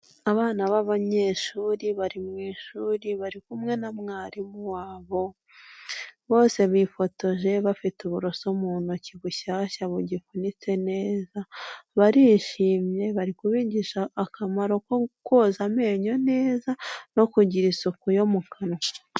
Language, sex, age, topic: Kinyarwanda, female, 18-24, health